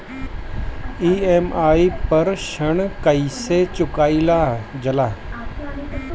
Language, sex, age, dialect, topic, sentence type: Bhojpuri, male, 60-100, Northern, banking, question